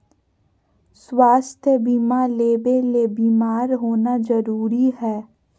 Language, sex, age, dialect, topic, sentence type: Magahi, female, 25-30, Southern, banking, question